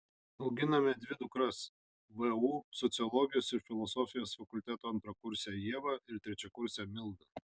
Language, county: Lithuanian, Alytus